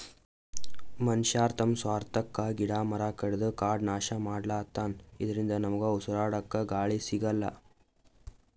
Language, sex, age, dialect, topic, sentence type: Kannada, male, 18-24, Northeastern, agriculture, statement